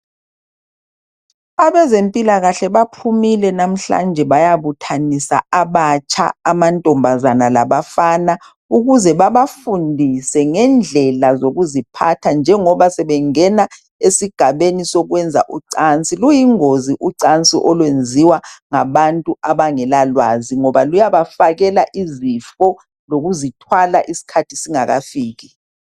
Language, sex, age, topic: North Ndebele, female, 50+, health